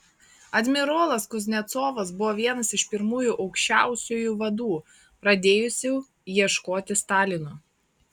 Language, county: Lithuanian, Marijampolė